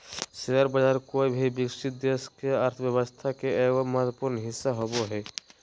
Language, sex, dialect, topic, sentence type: Magahi, male, Southern, banking, statement